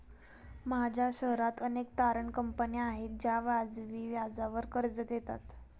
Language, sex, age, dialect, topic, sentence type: Marathi, female, 18-24, Standard Marathi, banking, statement